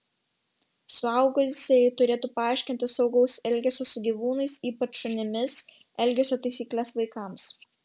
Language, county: Lithuanian, Vilnius